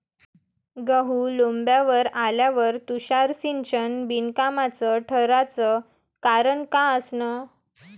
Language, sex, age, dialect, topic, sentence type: Marathi, female, 18-24, Varhadi, agriculture, question